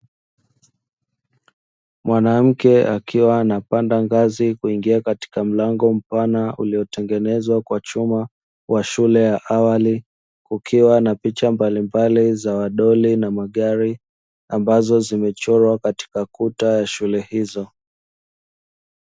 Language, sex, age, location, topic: Swahili, male, 25-35, Dar es Salaam, education